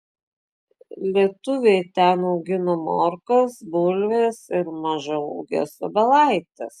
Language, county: Lithuanian, Klaipėda